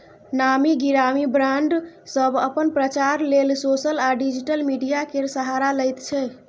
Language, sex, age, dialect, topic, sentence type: Maithili, female, 25-30, Bajjika, banking, statement